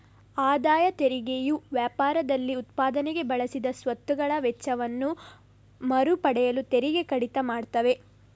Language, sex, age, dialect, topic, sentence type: Kannada, female, 18-24, Coastal/Dakshin, banking, statement